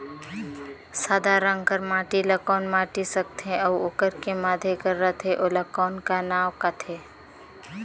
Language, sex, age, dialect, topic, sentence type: Chhattisgarhi, female, 25-30, Northern/Bhandar, agriculture, question